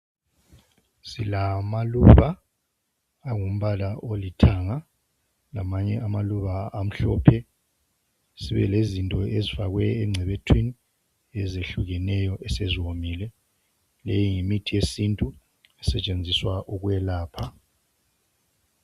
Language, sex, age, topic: North Ndebele, male, 50+, health